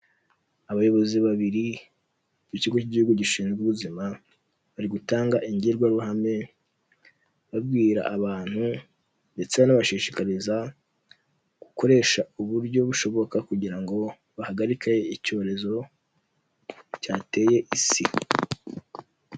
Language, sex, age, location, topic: Kinyarwanda, male, 18-24, Huye, health